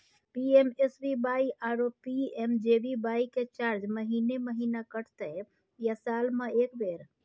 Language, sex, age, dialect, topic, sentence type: Maithili, female, 31-35, Bajjika, banking, question